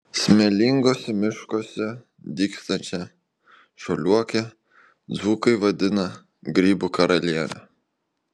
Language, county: Lithuanian, Kaunas